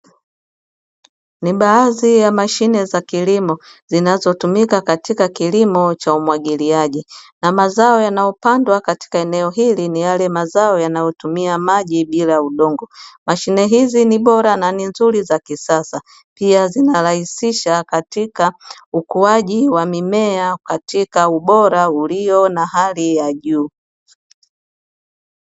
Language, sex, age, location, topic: Swahili, female, 25-35, Dar es Salaam, agriculture